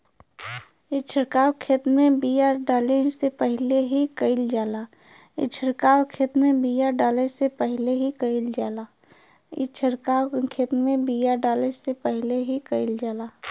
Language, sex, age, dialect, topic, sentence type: Bhojpuri, female, 31-35, Western, agriculture, statement